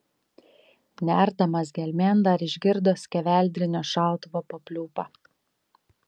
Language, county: Lithuanian, Kaunas